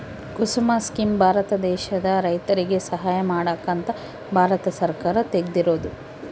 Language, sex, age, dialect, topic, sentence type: Kannada, female, 18-24, Central, agriculture, statement